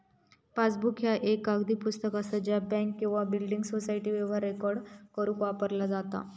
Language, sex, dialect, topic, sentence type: Marathi, female, Southern Konkan, banking, statement